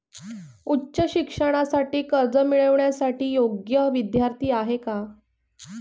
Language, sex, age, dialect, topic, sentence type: Marathi, female, 25-30, Northern Konkan, banking, statement